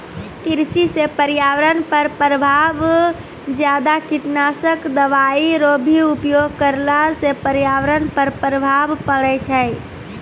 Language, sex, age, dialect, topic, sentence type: Maithili, female, 18-24, Angika, agriculture, statement